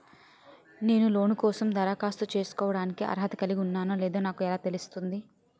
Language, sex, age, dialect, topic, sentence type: Telugu, female, 18-24, Utterandhra, banking, statement